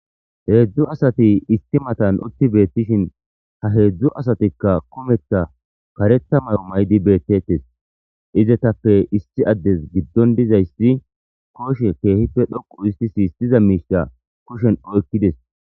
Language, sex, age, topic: Gamo, male, 18-24, government